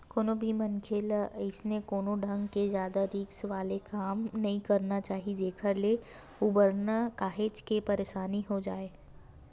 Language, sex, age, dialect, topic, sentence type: Chhattisgarhi, female, 18-24, Western/Budati/Khatahi, banking, statement